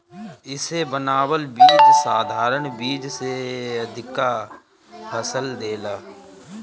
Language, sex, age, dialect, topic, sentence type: Bhojpuri, male, 18-24, Northern, agriculture, statement